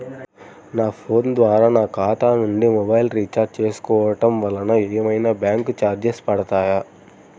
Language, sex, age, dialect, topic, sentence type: Telugu, male, 25-30, Central/Coastal, banking, question